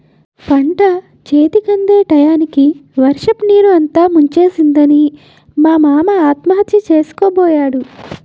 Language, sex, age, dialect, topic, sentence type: Telugu, female, 18-24, Utterandhra, agriculture, statement